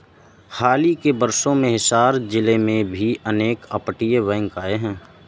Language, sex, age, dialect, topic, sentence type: Hindi, male, 31-35, Awadhi Bundeli, banking, statement